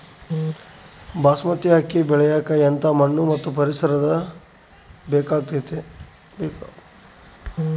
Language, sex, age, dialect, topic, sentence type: Kannada, male, 31-35, Central, agriculture, question